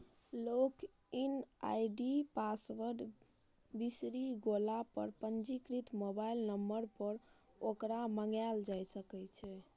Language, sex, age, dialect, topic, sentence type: Maithili, male, 31-35, Eastern / Thethi, banking, statement